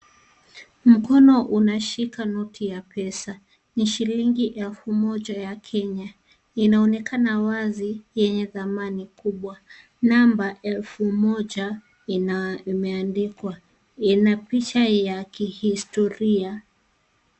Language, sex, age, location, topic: Swahili, female, 18-24, Kisii, finance